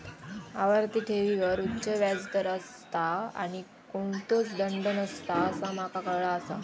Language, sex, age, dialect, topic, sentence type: Marathi, female, 18-24, Southern Konkan, banking, statement